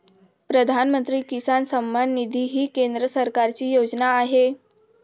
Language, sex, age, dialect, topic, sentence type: Marathi, female, 25-30, Varhadi, agriculture, statement